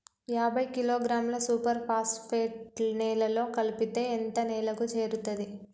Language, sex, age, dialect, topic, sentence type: Telugu, female, 18-24, Telangana, agriculture, question